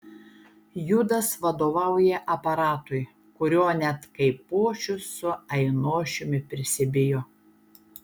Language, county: Lithuanian, Šiauliai